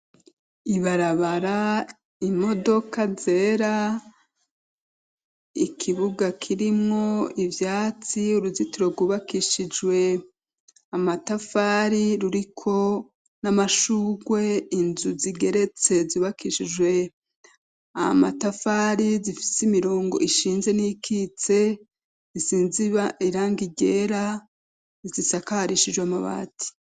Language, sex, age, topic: Rundi, female, 36-49, education